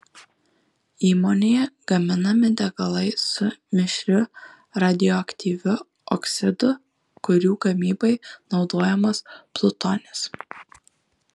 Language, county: Lithuanian, Marijampolė